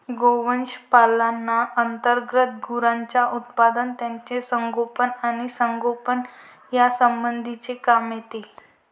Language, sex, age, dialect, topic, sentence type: Marathi, female, 18-24, Varhadi, agriculture, statement